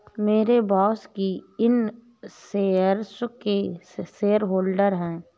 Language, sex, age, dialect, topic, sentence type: Hindi, female, 31-35, Awadhi Bundeli, banking, statement